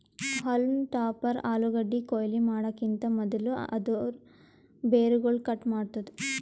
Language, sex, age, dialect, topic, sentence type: Kannada, female, 18-24, Northeastern, agriculture, statement